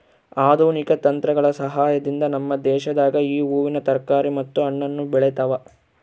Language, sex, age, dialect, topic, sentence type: Kannada, male, 41-45, Central, agriculture, statement